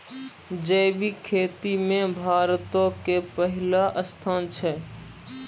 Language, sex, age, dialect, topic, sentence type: Maithili, male, 18-24, Angika, agriculture, statement